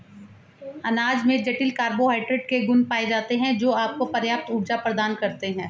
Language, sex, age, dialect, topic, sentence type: Hindi, male, 36-40, Hindustani Malvi Khadi Boli, agriculture, statement